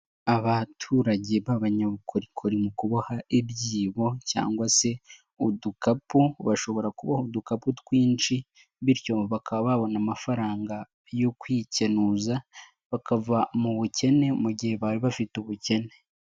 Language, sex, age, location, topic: Kinyarwanda, male, 18-24, Nyagatare, finance